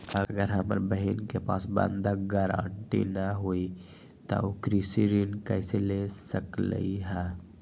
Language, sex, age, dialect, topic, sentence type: Magahi, male, 18-24, Western, agriculture, statement